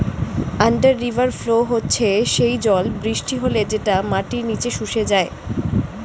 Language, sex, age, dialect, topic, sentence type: Bengali, female, 18-24, Standard Colloquial, agriculture, statement